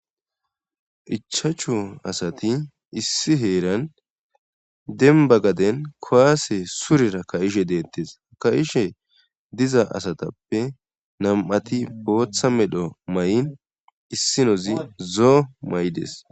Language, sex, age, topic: Gamo, male, 18-24, government